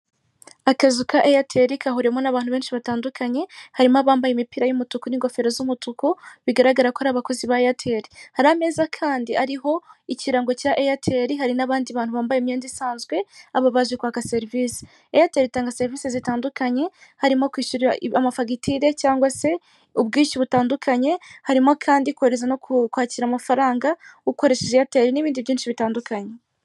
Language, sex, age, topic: Kinyarwanda, female, 18-24, finance